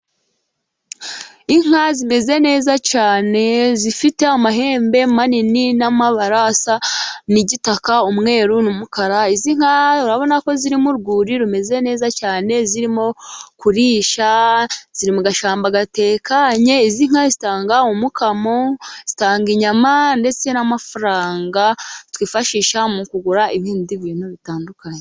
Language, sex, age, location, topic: Kinyarwanda, female, 18-24, Musanze, agriculture